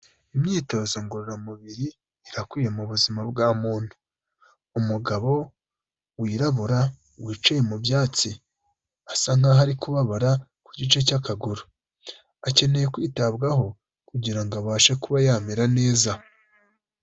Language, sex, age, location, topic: Kinyarwanda, female, 25-35, Kigali, health